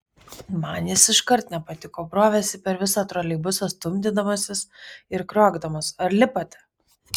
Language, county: Lithuanian, Vilnius